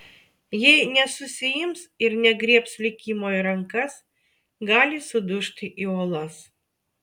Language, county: Lithuanian, Vilnius